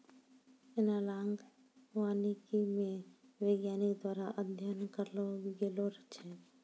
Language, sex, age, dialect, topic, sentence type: Maithili, female, 60-100, Angika, agriculture, statement